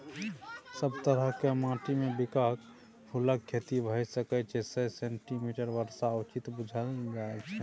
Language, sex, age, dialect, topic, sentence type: Maithili, male, 18-24, Bajjika, agriculture, statement